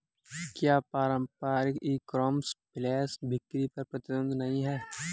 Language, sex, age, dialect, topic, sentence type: Hindi, male, 18-24, Kanauji Braj Bhasha, banking, statement